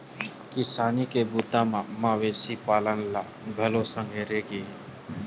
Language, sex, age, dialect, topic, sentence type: Chhattisgarhi, male, 18-24, Western/Budati/Khatahi, agriculture, statement